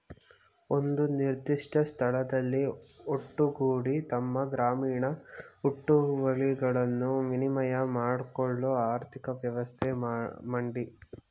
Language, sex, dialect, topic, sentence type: Kannada, male, Mysore Kannada, agriculture, statement